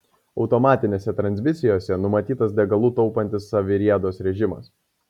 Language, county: Lithuanian, Kaunas